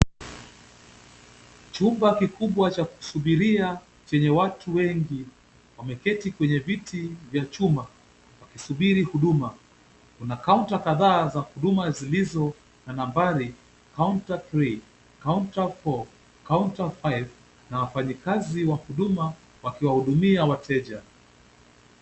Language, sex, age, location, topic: Swahili, male, 25-35, Kisumu, government